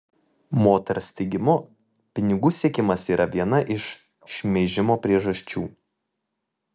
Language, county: Lithuanian, Vilnius